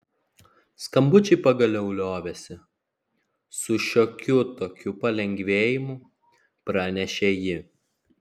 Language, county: Lithuanian, Klaipėda